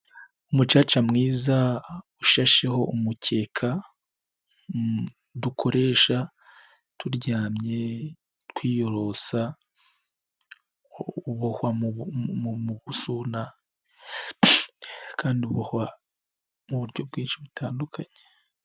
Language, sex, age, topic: Kinyarwanda, male, 25-35, government